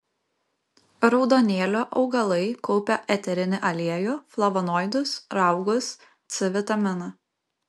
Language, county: Lithuanian, Kaunas